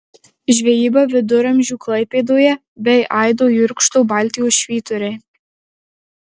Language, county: Lithuanian, Marijampolė